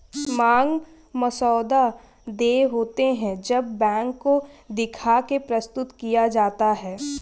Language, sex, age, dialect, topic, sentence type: Hindi, female, 25-30, Hindustani Malvi Khadi Boli, banking, statement